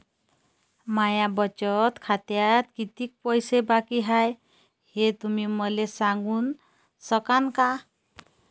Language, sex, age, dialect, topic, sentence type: Marathi, female, 31-35, Varhadi, banking, question